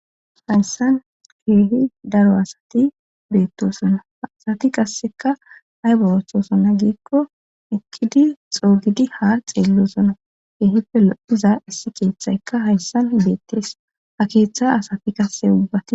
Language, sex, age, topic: Gamo, female, 18-24, government